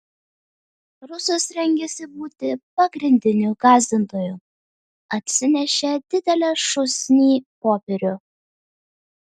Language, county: Lithuanian, Vilnius